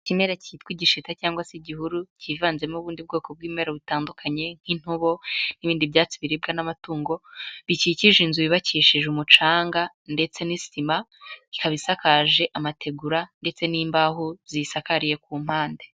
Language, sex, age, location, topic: Kinyarwanda, female, 18-24, Huye, agriculture